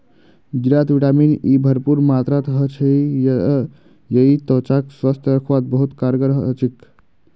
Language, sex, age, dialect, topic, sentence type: Magahi, male, 51-55, Northeastern/Surjapuri, agriculture, statement